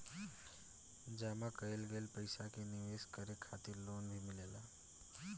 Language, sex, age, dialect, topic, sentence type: Bhojpuri, male, 18-24, Southern / Standard, banking, statement